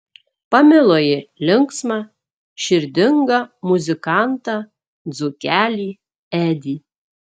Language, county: Lithuanian, Klaipėda